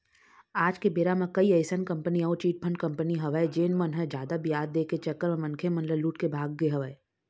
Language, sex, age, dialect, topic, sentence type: Chhattisgarhi, female, 31-35, Eastern, banking, statement